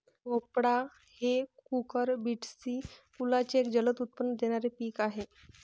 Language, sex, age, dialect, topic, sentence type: Marathi, female, 31-35, Varhadi, agriculture, statement